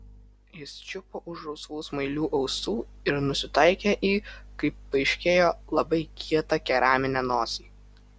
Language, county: Lithuanian, Vilnius